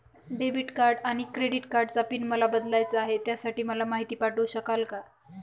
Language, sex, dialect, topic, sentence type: Marathi, female, Northern Konkan, banking, question